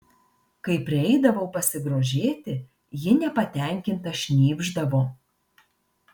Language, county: Lithuanian, Marijampolė